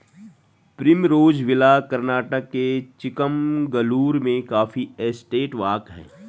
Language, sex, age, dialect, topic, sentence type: Hindi, male, 36-40, Garhwali, agriculture, statement